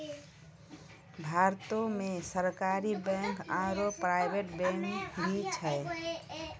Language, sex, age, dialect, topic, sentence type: Maithili, female, 60-100, Angika, banking, statement